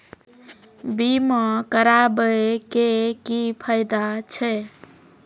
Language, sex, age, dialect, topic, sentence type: Maithili, female, 25-30, Angika, banking, question